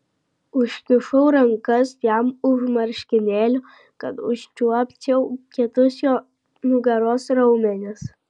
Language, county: Lithuanian, Vilnius